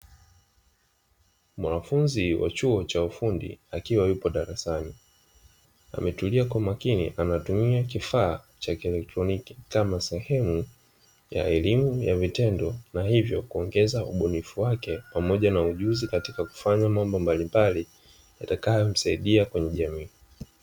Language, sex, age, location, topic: Swahili, male, 25-35, Dar es Salaam, education